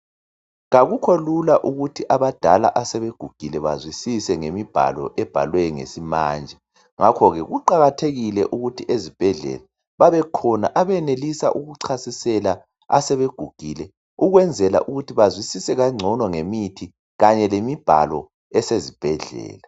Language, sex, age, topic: North Ndebele, male, 36-49, health